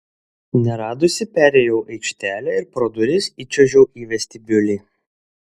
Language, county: Lithuanian, Šiauliai